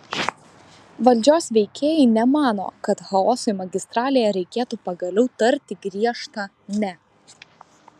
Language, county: Lithuanian, Vilnius